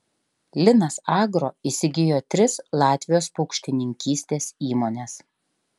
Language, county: Lithuanian, Klaipėda